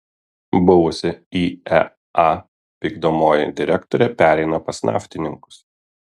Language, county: Lithuanian, Kaunas